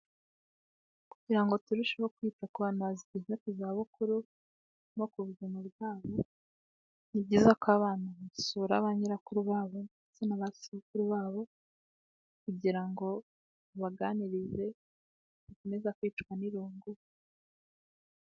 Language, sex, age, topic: Kinyarwanda, female, 18-24, health